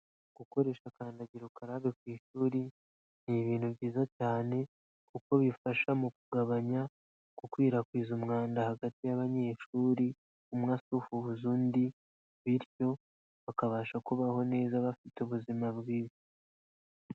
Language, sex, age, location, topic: Kinyarwanda, male, 18-24, Kigali, health